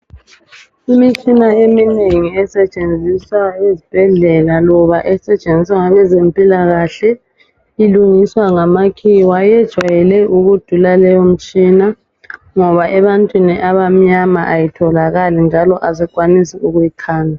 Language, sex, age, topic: North Ndebele, female, 25-35, health